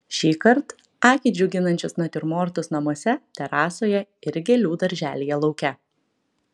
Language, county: Lithuanian, Klaipėda